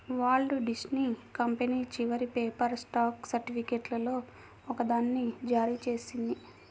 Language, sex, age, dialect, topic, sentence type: Telugu, female, 56-60, Central/Coastal, banking, statement